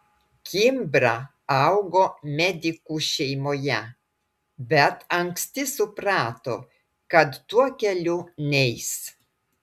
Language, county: Lithuanian, Klaipėda